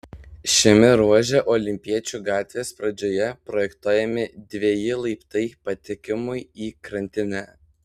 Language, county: Lithuanian, Panevėžys